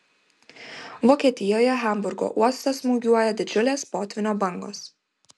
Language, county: Lithuanian, Vilnius